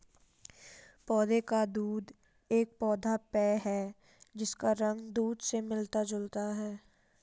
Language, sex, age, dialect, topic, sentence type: Hindi, female, 56-60, Marwari Dhudhari, agriculture, statement